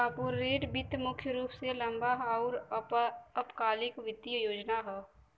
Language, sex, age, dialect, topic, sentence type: Bhojpuri, female, 18-24, Western, banking, statement